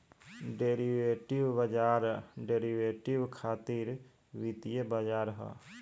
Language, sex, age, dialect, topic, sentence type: Bhojpuri, male, 18-24, Southern / Standard, banking, statement